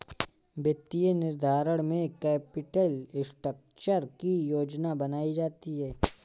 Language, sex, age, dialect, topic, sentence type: Hindi, male, 18-24, Awadhi Bundeli, banking, statement